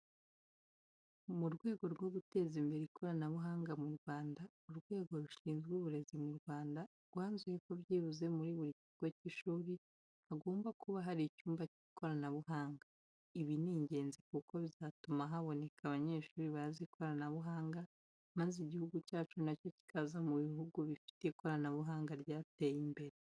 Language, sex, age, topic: Kinyarwanda, female, 25-35, education